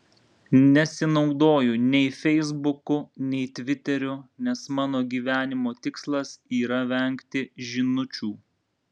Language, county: Lithuanian, Vilnius